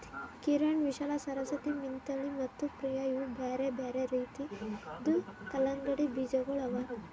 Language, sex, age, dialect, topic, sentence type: Kannada, female, 18-24, Northeastern, agriculture, statement